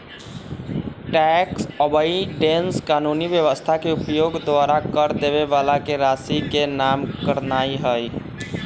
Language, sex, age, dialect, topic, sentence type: Magahi, male, 25-30, Western, banking, statement